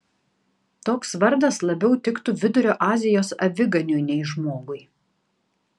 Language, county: Lithuanian, Tauragė